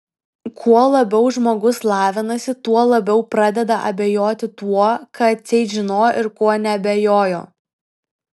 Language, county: Lithuanian, Vilnius